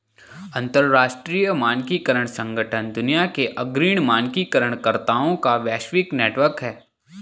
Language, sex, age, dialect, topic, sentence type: Hindi, male, 18-24, Garhwali, banking, statement